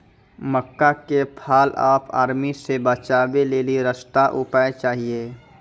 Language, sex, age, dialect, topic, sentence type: Maithili, male, 25-30, Angika, agriculture, question